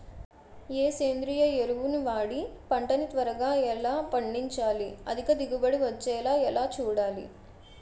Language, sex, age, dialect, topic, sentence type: Telugu, female, 18-24, Utterandhra, agriculture, question